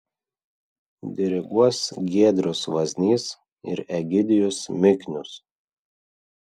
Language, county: Lithuanian, Vilnius